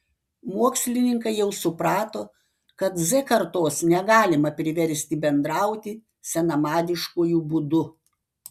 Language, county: Lithuanian, Panevėžys